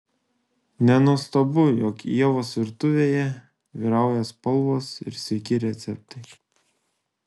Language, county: Lithuanian, Šiauliai